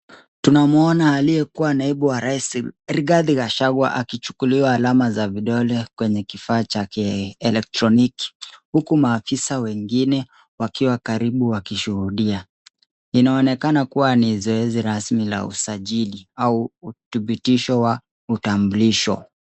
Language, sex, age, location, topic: Swahili, male, 25-35, Kisii, government